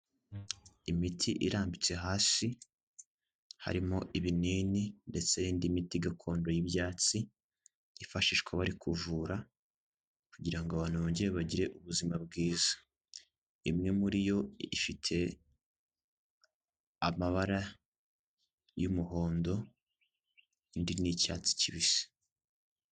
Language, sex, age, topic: Kinyarwanda, male, 18-24, health